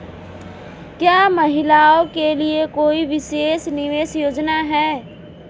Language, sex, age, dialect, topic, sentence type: Hindi, female, 25-30, Marwari Dhudhari, banking, question